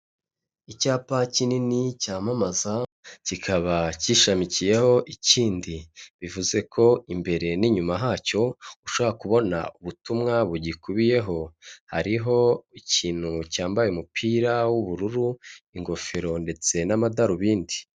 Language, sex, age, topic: Kinyarwanda, male, 25-35, finance